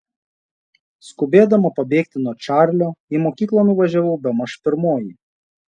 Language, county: Lithuanian, Šiauliai